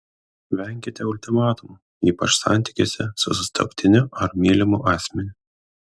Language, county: Lithuanian, Kaunas